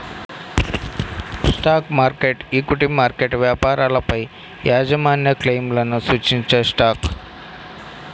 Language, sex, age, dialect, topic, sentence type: Telugu, male, 25-30, Central/Coastal, banking, statement